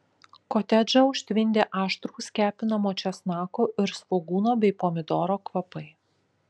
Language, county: Lithuanian, Kaunas